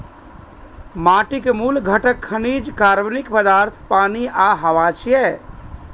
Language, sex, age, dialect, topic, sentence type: Maithili, male, 31-35, Eastern / Thethi, agriculture, statement